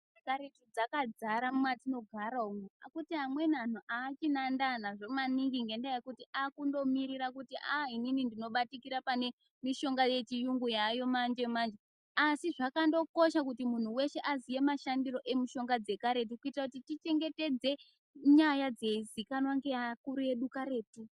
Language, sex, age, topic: Ndau, female, 18-24, health